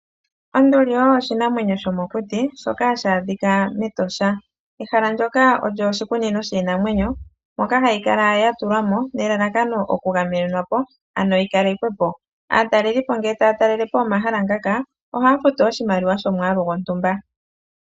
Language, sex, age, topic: Oshiwambo, female, 25-35, agriculture